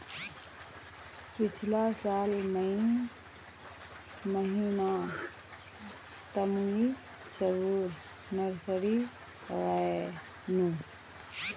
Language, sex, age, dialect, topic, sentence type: Magahi, female, 25-30, Northeastern/Surjapuri, agriculture, statement